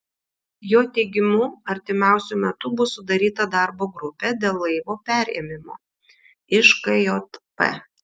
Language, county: Lithuanian, Šiauliai